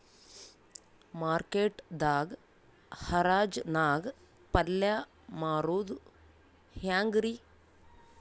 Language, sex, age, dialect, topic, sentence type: Kannada, female, 18-24, Northeastern, agriculture, question